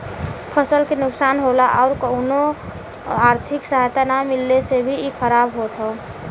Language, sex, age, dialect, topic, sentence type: Bhojpuri, female, 18-24, Western, agriculture, statement